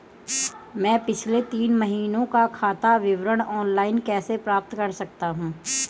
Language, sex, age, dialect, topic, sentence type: Hindi, female, 31-35, Marwari Dhudhari, banking, question